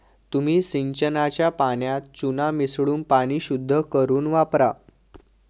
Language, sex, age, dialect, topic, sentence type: Marathi, male, 25-30, Standard Marathi, agriculture, statement